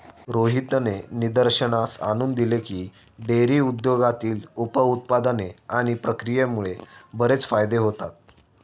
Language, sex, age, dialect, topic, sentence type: Marathi, male, 18-24, Standard Marathi, agriculture, statement